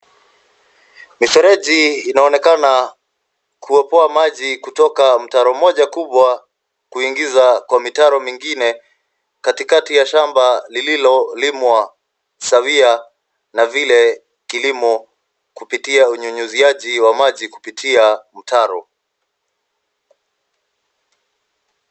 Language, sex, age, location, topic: Swahili, male, 25-35, Nairobi, agriculture